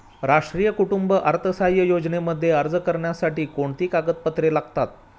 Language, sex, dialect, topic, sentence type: Marathi, male, Standard Marathi, banking, question